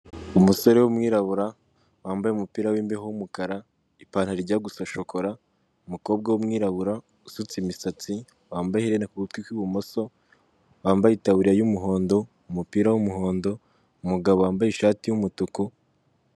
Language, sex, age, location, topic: Kinyarwanda, male, 18-24, Kigali, finance